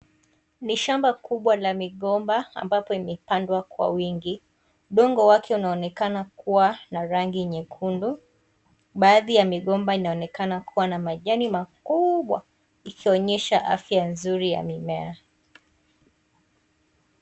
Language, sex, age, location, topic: Swahili, female, 18-24, Kisii, agriculture